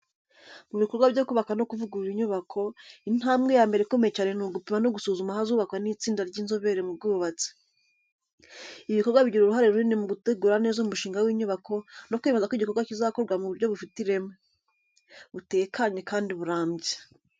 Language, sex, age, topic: Kinyarwanda, female, 25-35, education